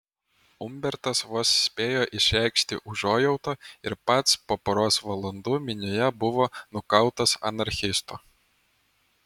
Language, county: Lithuanian, Vilnius